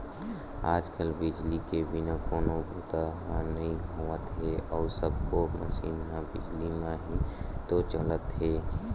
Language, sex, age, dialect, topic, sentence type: Chhattisgarhi, male, 18-24, Western/Budati/Khatahi, banking, statement